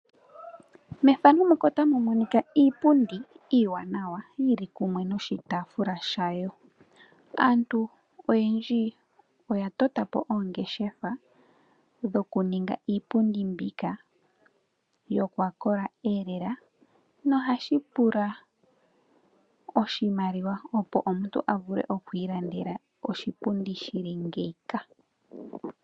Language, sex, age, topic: Oshiwambo, female, 18-24, finance